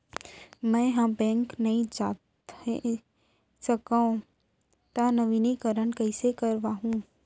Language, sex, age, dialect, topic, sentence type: Chhattisgarhi, female, 25-30, Central, banking, question